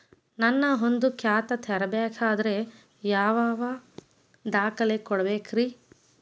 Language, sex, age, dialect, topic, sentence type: Kannada, female, 18-24, Dharwad Kannada, banking, question